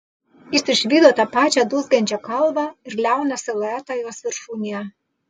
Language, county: Lithuanian, Vilnius